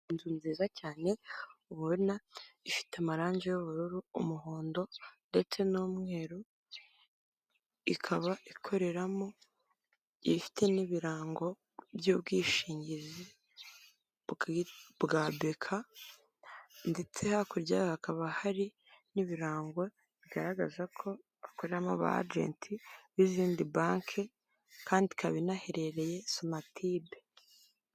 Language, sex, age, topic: Kinyarwanda, female, 18-24, finance